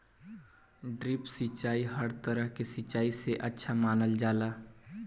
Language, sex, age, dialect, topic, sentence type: Bhojpuri, male, 18-24, Southern / Standard, agriculture, statement